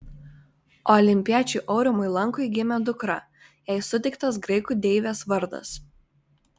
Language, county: Lithuanian, Vilnius